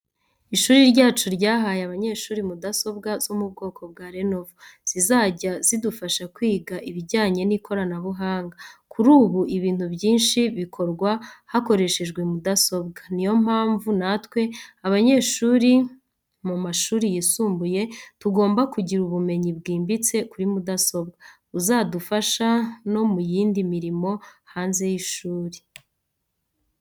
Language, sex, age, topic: Kinyarwanda, female, 25-35, education